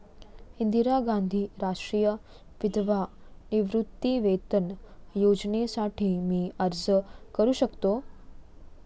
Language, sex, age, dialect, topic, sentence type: Marathi, female, 41-45, Standard Marathi, banking, question